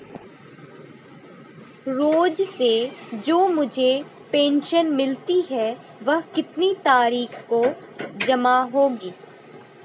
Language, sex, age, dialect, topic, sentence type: Hindi, female, 18-24, Marwari Dhudhari, banking, question